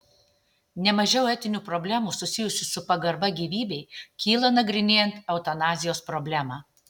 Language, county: Lithuanian, Tauragė